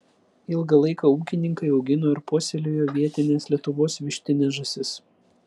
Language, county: Lithuanian, Vilnius